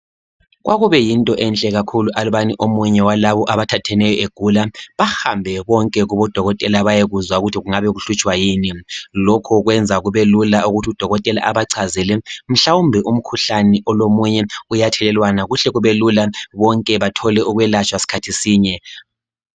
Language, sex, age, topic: North Ndebele, male, 36-49, health